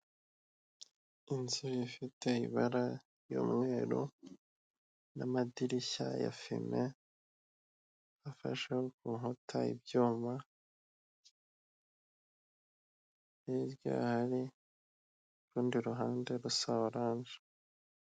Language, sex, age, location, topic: Kinyarwanda, male, 18-24, Kigali, finance